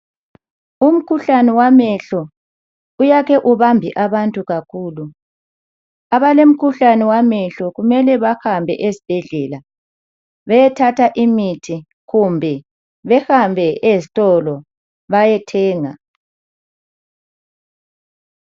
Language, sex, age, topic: North Ndebele, male, 36-49, health